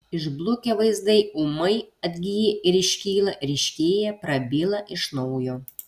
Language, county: Lithuanian, Kaunas